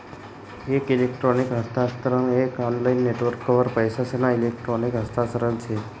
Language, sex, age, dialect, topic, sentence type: Marathi, male, 25-30, Northern Konkan, banking, statement